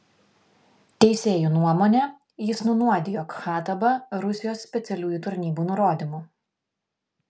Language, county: Lithuanian, Vilnius